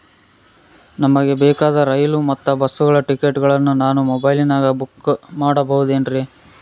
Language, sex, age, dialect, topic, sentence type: Kannada, male, 41-45, Central, banking, question